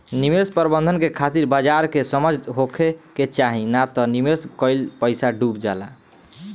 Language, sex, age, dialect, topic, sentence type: Bhojpuri, male, 18-24, Southern / Standard, banking, statement